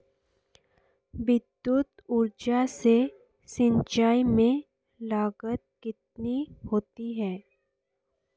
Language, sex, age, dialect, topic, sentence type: Hindi, female, 18-24, Marwari Dhudhari, agriculture, question